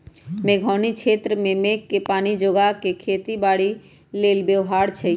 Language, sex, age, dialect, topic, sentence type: Magahi, male, 18-24, Western, agriculture, statement